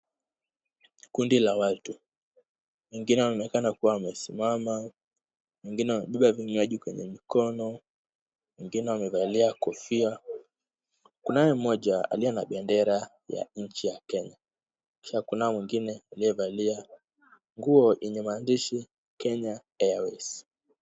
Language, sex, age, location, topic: Swahili, male, 18-24, Kisumu, government